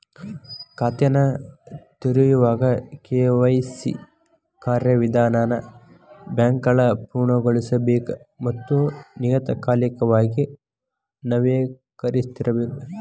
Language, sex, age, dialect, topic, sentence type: Kannada, male, 18-24, Dharwad Kannada, banking, statement